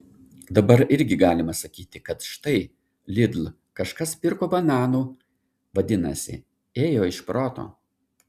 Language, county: Lithuanian, Šiauliai